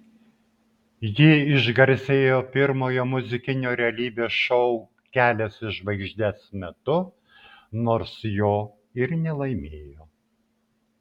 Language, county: Lithuanian, Vilnius